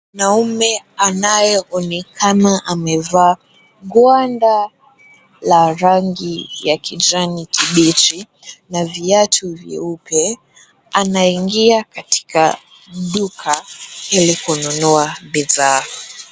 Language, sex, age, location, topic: Swahili, female, 18-24, Kisumu, finance